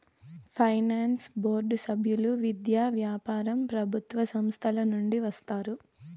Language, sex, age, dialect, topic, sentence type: Telugu, female, 18-24, Southern, banking, statement